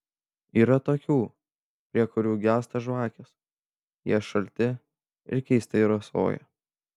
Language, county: Lithuanian, Panevėžys